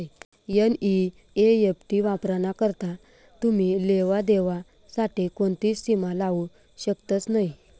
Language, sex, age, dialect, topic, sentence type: Marathi, female, 25-30, Northern Konkan, banking, statement